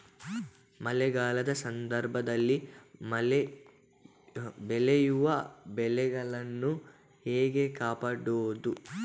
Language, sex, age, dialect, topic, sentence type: Kannada, female, 18-24, Coastal/Dakshin, agriculture, question